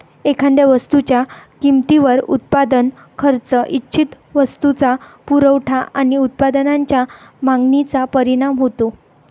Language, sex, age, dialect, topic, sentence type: Marathi, female, 25-30, Varhadi, banking, statement